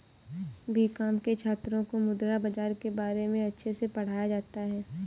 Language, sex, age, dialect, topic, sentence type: Hindi, female, 18-24, Kanauji Braj Bhasha, banking, statement